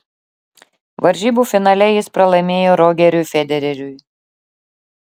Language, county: Lithuanian, Klaipėda